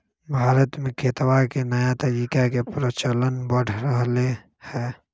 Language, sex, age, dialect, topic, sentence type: Magahi, male, 25-30, Western, agriculture, statement